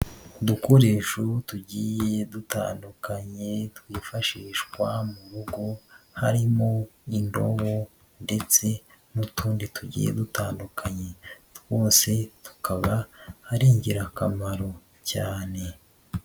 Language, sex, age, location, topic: Kinyarwanda, male, 50+, Nyagatare, education